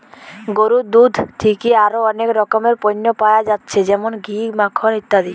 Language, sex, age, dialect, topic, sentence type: Bengali, female, 18-24, Western, agriculture, statement